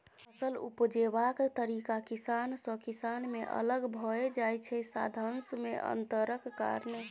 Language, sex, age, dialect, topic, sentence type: Maithili, female, 31-35, Bajjika, agriculture, statement